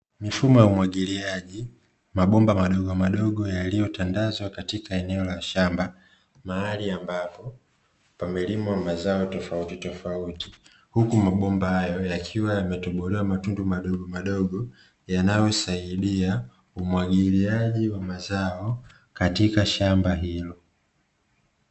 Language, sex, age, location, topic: Swahili, male, 25-35, Dar es Salaam, agriculture